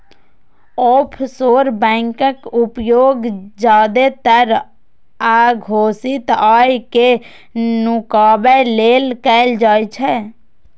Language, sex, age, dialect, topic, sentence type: Maithili, female, 18-24, Eastern / Thethi, banking, statement